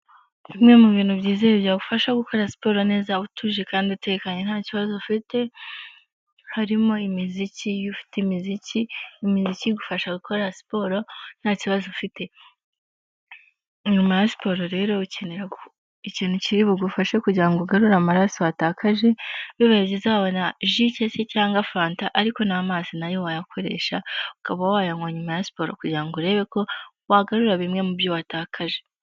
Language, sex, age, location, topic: Kinyarwanda, female, 18-24, Huye, health